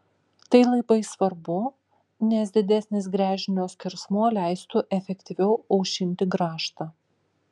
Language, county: Lithuanian, Kaunas